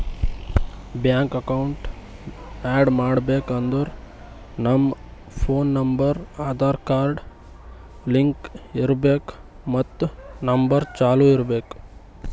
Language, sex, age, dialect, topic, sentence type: Kannada, male, 18-24, Northeastern, banking, statement